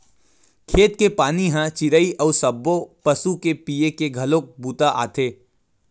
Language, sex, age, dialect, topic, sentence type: Chhattisgarhi, male, 18-24, Western/Budati/Khatahi, agriculture, statement